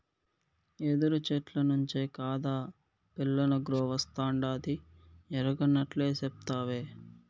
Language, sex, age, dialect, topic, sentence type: Telugu, male, 18-24, Southern, agriculture, statement